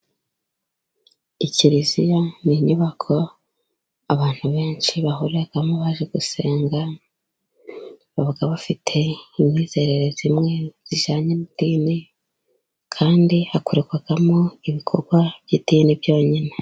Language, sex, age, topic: Kinyarwanda, female, 18-24, government